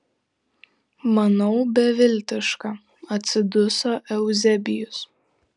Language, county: Lithuanian, Šiauliai